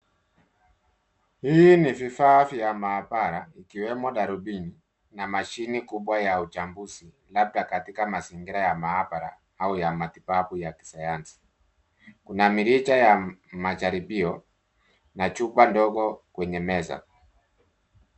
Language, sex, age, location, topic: Swahili, male, 36-49, Nairobi, health